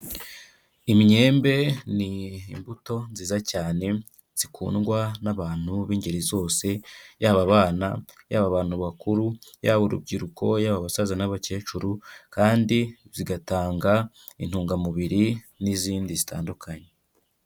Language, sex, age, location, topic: Kinyarwanda, female, 25-35, Kigali, agriculture